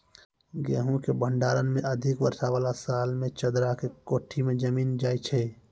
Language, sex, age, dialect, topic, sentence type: Maithili, male, 18-24, Angika, agriculture, question